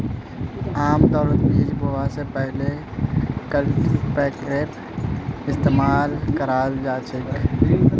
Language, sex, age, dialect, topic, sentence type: Magahi, male, 25-30, Northeastern/Surjapuri, agriculture, statement